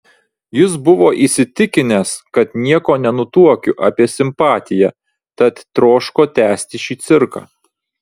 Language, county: Lithuanian, Vilnius